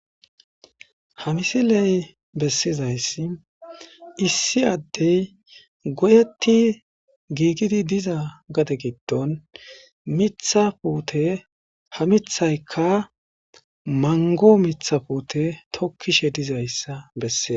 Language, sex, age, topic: Gamo, male, 25-35, agriculture